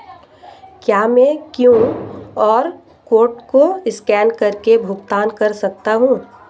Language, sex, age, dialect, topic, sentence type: Hindi, female, 25-30, Marwari Dhudhari, banking, question